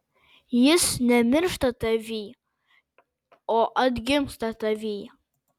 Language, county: Lithuanian, Kaunas